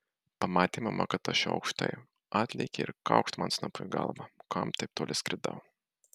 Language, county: Lithuanian, Marijampolė